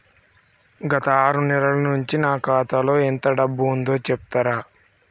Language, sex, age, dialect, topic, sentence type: Telugu, male, 18-24, Telangana, banking, question